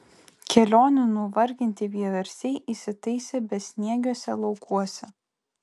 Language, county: Lithuanian, Vilnius